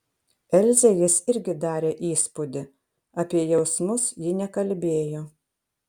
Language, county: Lithuanian, Kaunas